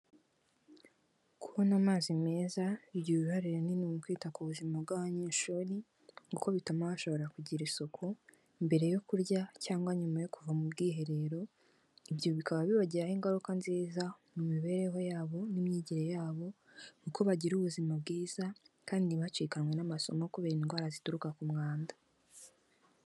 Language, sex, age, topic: Kinyarwanda, female, 18-24, health